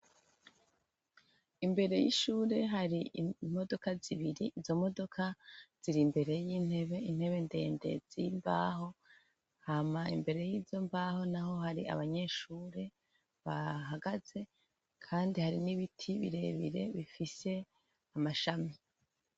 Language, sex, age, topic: Rundi, female, 25-35, education